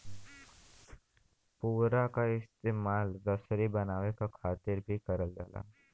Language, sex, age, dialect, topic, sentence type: Bhojpuri, male, 18-24, Western, agriculture, statement